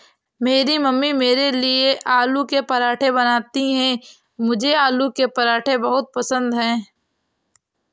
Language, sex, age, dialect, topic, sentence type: Hindi, female, 18-24, Awadhi Bundeli, agriculture, statement